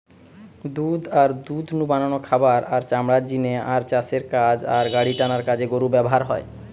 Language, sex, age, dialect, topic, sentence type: Bengali, male, 31-35, Western, agriculture, statement